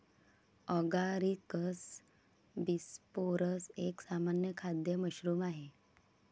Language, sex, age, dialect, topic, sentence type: Marathi, female, 31-35, Varhadi, agriculture, statement